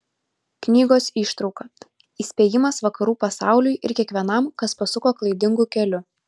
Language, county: Lithuanian, Vilnius